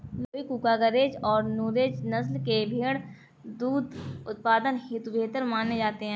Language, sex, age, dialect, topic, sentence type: Hindi, female, 25-30, Marwari Dhudhari, agriculture, statement